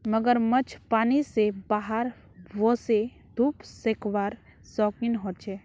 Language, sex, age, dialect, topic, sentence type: Magahi, female, 18-24, Northeastern/Surjapuri, agriculture, statement